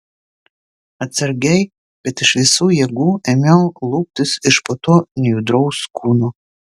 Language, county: Lithuanian, Vilnius